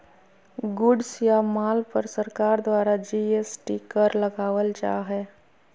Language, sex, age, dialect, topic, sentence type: Magahi, female, 25-30, Southern, banking, statement